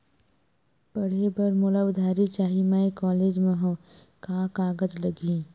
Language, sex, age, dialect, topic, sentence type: Chhattisgarhi, female, 18-24, Western/Budati/Khatahi, banking, question